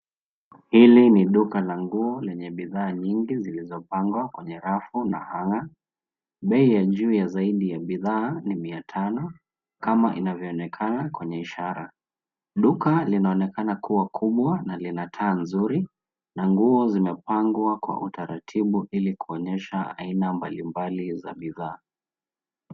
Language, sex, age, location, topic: Swahili, male, 18-24, Nairobi, finance